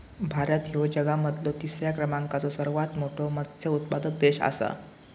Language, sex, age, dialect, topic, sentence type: Marathi, male, 18-24, Southern Konkan, agriculture, statement